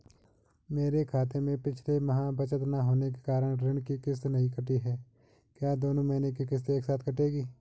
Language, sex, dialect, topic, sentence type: Hindi, male, Garhwali, banking, question